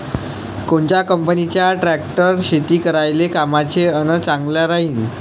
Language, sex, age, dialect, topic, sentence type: Marathi, male, 25-30, Varhadi, agriculture, question